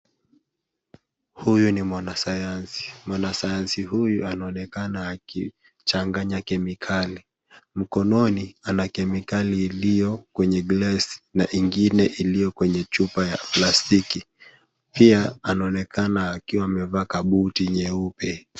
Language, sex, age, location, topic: Swahili, male, 18-24, Kisii, agriculture